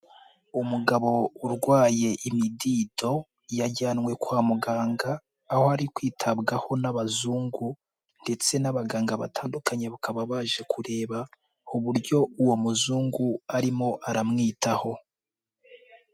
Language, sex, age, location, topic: Kinyarwanda, male, 18-24, Nyagatare, health